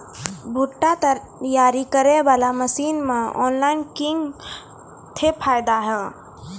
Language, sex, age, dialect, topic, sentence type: Maithili, female, 25-30, Angika, agriculture, question